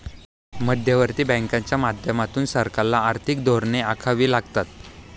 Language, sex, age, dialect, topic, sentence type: Marathi, male, 18-24, Standard Marathi, banking, statement